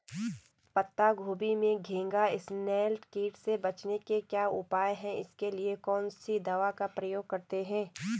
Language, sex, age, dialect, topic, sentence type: Hindi, female, 25-30, Garhwali, agriculture, question